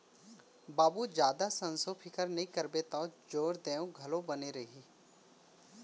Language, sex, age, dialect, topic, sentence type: Chhattisgarhi, male, 18-24, Central, banking, statement